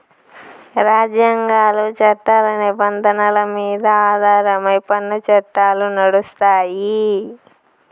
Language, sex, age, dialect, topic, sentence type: Telugu, female, 25-30, Southern, banking, statement